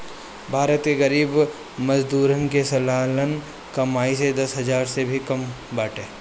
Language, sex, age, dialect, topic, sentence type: Bhojpuri, male, 25-30, Northern, banking, statement